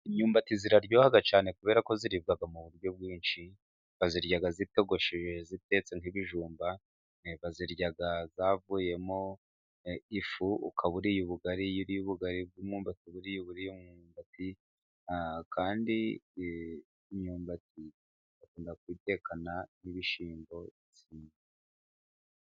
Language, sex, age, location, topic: Kinyarwanda, male, 36-49, Musanze, agriculture